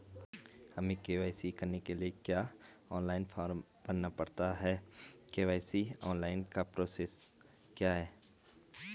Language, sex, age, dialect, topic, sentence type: Hindi, male, 18-24, Garhwali, banking, question